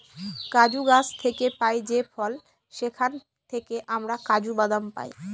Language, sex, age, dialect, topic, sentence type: Bengali, female, 18-24, Northern/Varendri, agriculture, statement